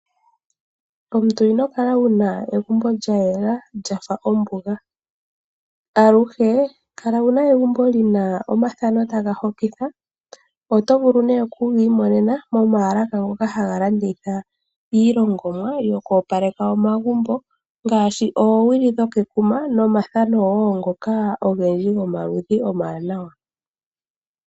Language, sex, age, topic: Oshiwambo, female, 25-35, finance